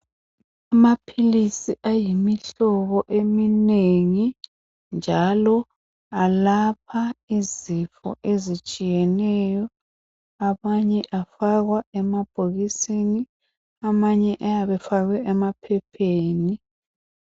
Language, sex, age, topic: North Ndebele, male, 50+, health